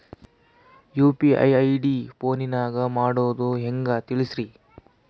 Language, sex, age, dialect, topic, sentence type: Kannada, male, 18-24, Central, banking, question